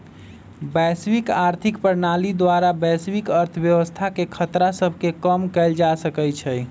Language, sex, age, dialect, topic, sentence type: Magahi, male, 25-30, Western, banking, statement